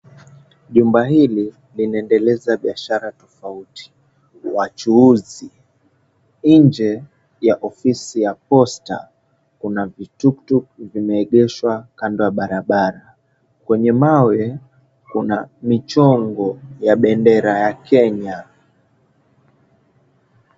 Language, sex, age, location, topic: Swahili, male, 18-24, Mombasa, government